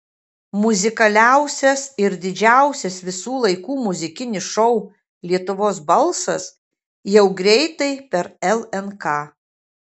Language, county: Lithuanian, Kaunas